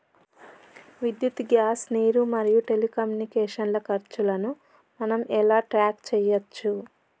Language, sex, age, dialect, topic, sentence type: Telugu, male, 31-35, Telangana, banking, question